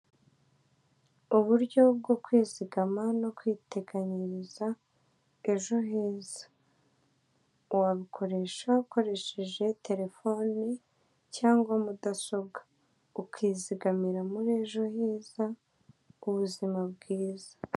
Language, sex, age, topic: Kinyarwanda, female, 18-24, finance